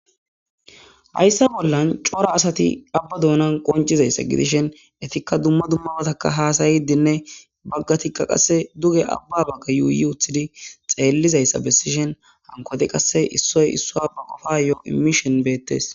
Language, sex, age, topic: Gamo, female, 18-24, government